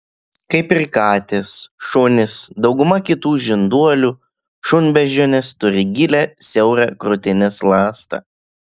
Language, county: Lithuanian, Klaipėda